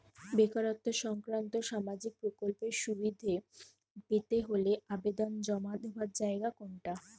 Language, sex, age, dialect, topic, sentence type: Bengali, female, 25-30, Northern/Varendri, banking, question